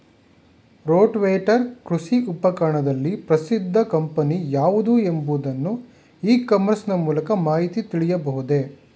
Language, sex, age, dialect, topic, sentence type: Kannada, male, 51-55, Mysore Kannada, agriculture, question